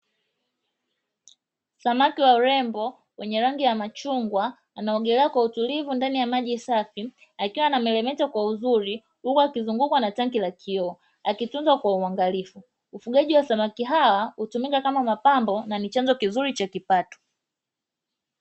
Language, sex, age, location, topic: Swahili, female, 25-35, Dar es Salaam, agriculture